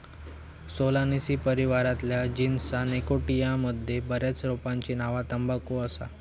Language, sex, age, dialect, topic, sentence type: Marathi, male, 46-50, Southern Konkan, agriculture, statement